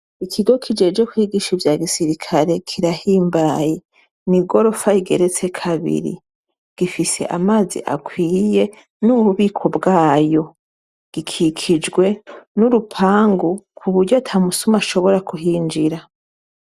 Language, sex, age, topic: Rundi, female, 25-35, education